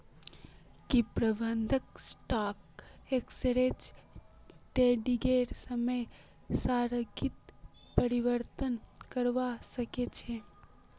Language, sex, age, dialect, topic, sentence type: Magahi, female, 18-24, Northeastern/Surjapuri, banking, statement